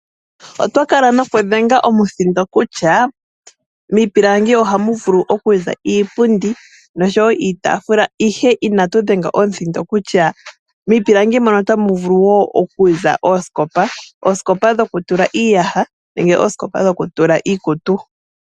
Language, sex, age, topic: Oshiwambo, female, 18-24, finance